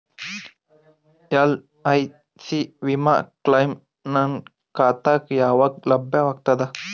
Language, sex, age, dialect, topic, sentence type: Kannada, male, 25-30, Northeastern, banking, question